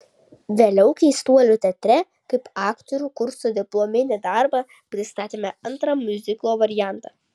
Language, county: Lithuanian, Šiauliai